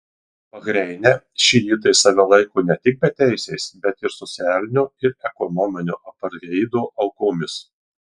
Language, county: Lithuanian, Marijampolė